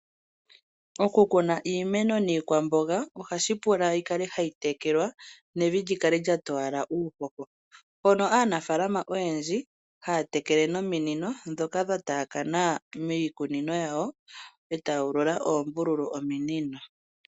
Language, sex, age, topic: Oshiwambo, female, 25-35, agriculture